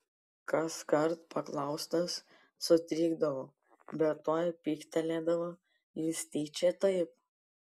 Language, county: Lithuanian, Panevėžys